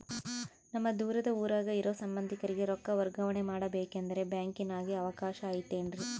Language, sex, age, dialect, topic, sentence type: Kannada, female, 25-30, Central, banking, question